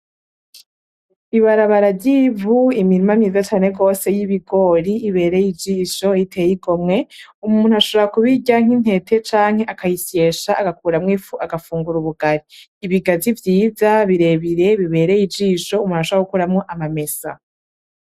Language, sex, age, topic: Rundi, female, 18-24, agriculture